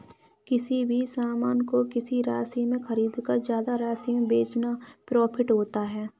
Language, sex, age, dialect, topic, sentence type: Hindi, female, 18-24, Kanauji Braj Bhasha, banking, statement